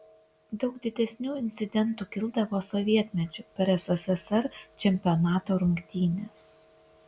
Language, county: Lithuanian, Kaunas